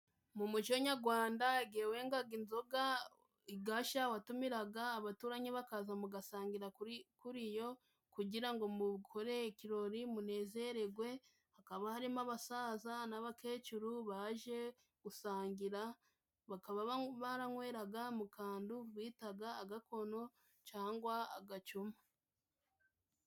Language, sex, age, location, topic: Kinyarwanda, female, 25-35, Musanze, government